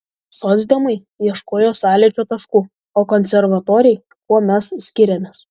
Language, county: Lithuanian, Šiauliai